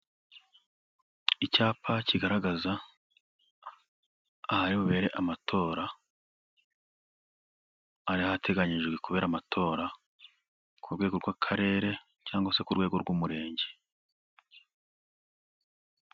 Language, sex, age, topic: Kinyarwanda, male, 25-35, government